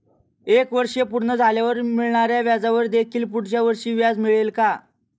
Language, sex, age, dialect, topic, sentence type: Marathi, male, 18-24, Standard Marathi, banking, question